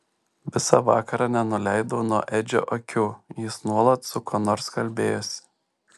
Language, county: Lithuanian, Šiauliai